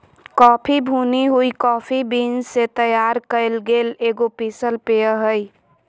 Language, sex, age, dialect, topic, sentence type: Magahi, female, 18-24, Southern, agriculture, statement